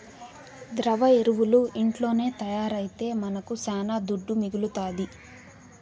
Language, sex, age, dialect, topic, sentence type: Telugu, female, 18-24, Southern, agriculture, statement